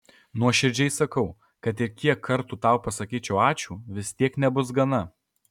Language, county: Lithuanian, Alytus